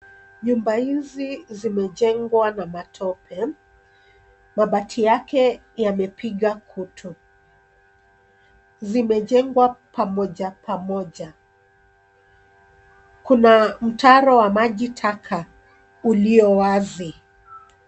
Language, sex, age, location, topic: Swahili, female, 36-49, Nairobi, government